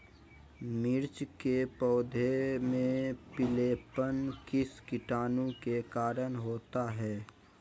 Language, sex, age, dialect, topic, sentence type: Magahi, male, 18-24, Southern, agriculture, question